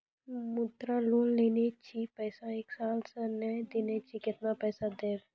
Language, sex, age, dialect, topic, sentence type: Maithili, female, 25-30, Angika, banking, question